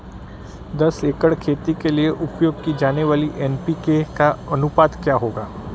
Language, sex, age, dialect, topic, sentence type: Hindi, male, 41-45, Marwari Dhudhari, agriculture, question